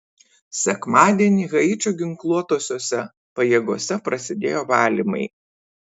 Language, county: Lithuanian, Vilnius